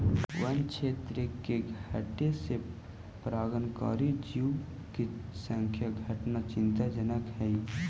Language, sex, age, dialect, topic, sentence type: Magahi, male, 18-24, Central/Standard, banking, statement